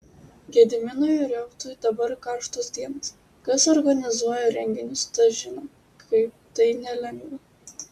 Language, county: Lithuanian, Utena